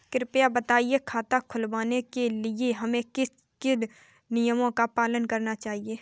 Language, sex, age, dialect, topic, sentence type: Hindi, female, 25-30, Kanauji Braj Bhasha, banking, question